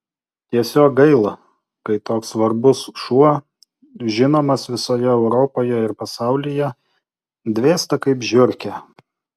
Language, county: Lithuanian, Utena